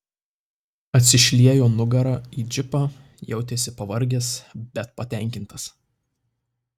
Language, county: Lithuanian, Tauragė